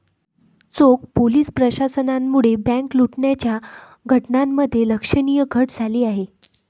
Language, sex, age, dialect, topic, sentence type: Marathi, female, 60-100, Northern Konkan, banking, statement